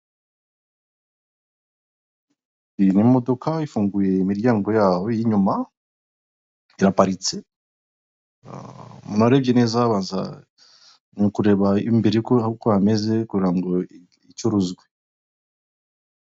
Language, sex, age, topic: Kinyarwanda, male, 36-49, finance